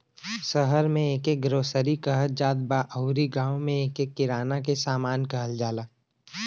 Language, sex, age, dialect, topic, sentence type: Bhojpuri, male, 25-30, Western, agriculture, statement